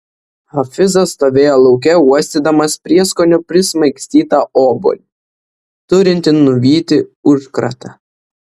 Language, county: Lithuanian, Vilnius